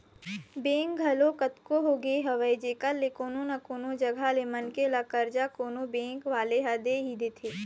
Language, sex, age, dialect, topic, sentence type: Chhattisgarhi, female, 25-30, Eastern, banking, statement